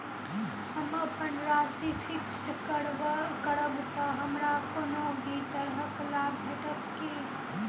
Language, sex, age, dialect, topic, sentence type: Maithili, female, 18-24, Southern/Standard, banking, question